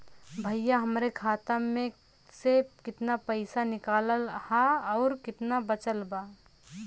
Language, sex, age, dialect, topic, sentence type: Bhojpuri, female, 25-30, Western, banking, question